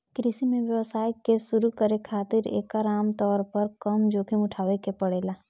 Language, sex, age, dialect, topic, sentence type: Bhojpuri, female, 25-30, Southern / Standard, banking, statement